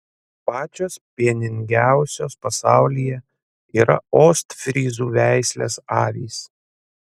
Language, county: Lithuanian, Panevėžys